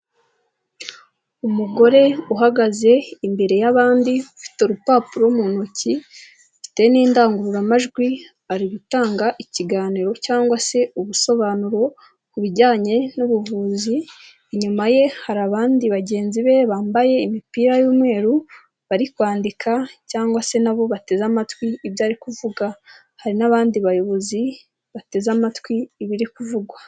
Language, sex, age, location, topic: Kinyarwanda, female, 18-24, Nyagatare, health